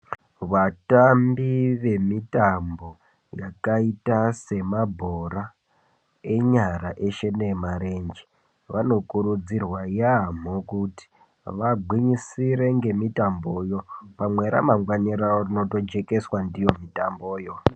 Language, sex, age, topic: Ndau, male, 18-24, education